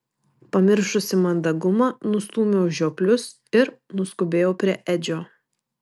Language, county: Lithuanian, Marijampolė